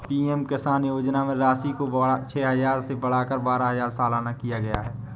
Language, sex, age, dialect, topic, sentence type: Hindi, male, 18-24, Awadhi Bundeli, agriculture, statement